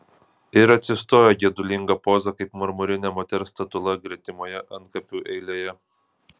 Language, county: Lithuanian, Kaunas